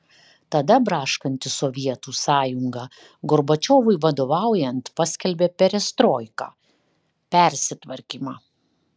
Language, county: Lithuanian, Kaunas